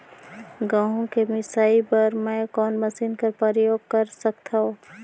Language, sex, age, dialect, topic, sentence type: Chhattisgarhi, female, 25-30, Northern/Bhandar, agriculture, question